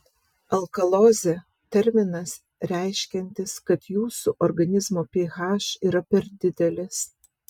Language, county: Lithuanian, Vilnius